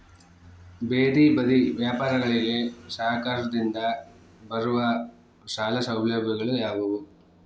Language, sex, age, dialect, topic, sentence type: Kannada, male, 41-45, Central, agriculture, question